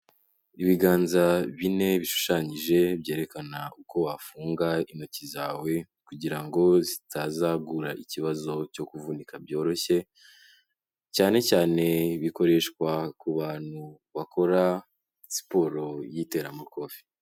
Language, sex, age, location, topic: Kinyarwanda, male, 18-24, Kigali, health